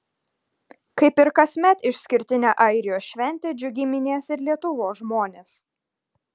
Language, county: Lithuanian, Vilnius